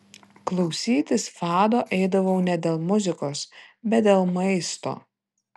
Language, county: Lithuanian, Vilnius